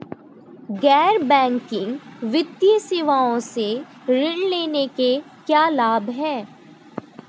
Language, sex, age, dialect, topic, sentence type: Hindi, female, 18-24, Marwari Dhudhari, banking, question